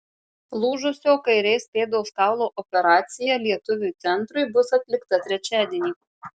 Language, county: Lithuanian, Marijampolė